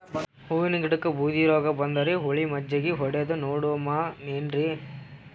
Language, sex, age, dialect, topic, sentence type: Kannada, male, 18-24, Northeastern, agriculture, question